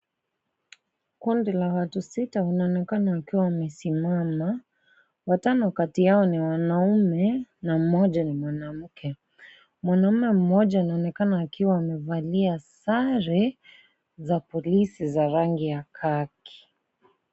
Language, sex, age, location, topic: Swahili, male, 25-35, Kisii, health